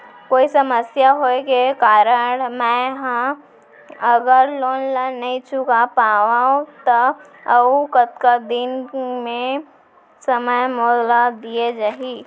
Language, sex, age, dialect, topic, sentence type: Chhattisgarhi, female, 18-24, Central, banking, question